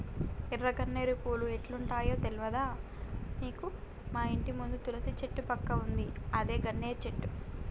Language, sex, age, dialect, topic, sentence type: Telugu, female, 18-24, Telangana, agriculture, statement